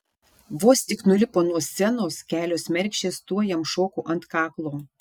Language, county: Lithuanian, Šiauliai